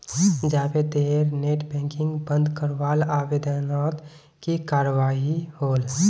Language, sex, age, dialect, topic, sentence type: Magahi, male, 18-24, Northeastern/Surjapuri, banking, statement